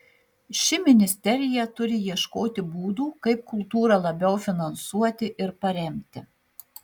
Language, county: Lithuanian, Marijampolė